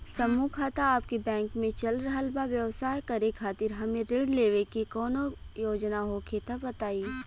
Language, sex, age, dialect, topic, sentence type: Bhojpuri, female, 18-24, Western, banking, question